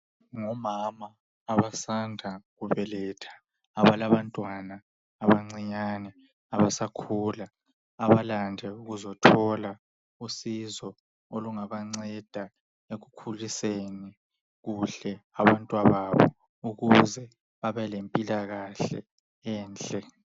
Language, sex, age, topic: North Ndebele, male, 25-35, health